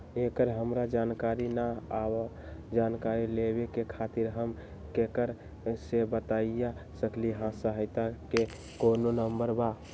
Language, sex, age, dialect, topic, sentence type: Magahi, male, 18-24, Western, banking, question